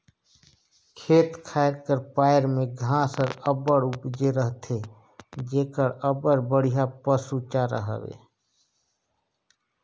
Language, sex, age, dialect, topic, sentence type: Chhattisgarhi, male, 46-50, Northern/Bhandar, agriculture, statement